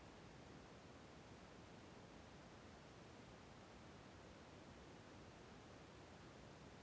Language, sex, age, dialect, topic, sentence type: Kannada, male, 41-45, Central, banking, question